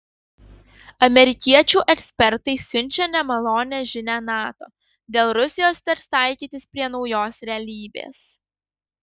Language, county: Lithuanian, Kaunas